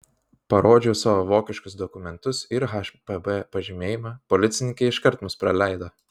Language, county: Lithuanian, Vilnius